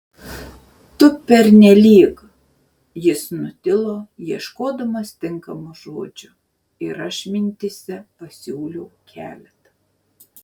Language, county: Lithuanian, Šiauliai